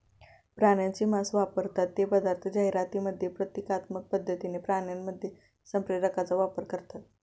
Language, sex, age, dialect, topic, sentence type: Marathi, female, 25-30, Standard Marathi, agriculture, statement